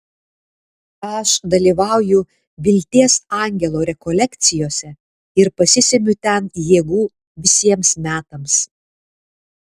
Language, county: Lithuanian, Alytus